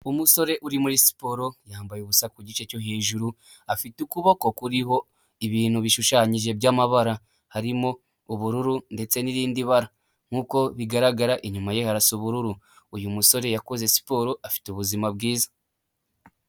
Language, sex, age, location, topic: Kinyarwanda, male, 18-24, Huye, health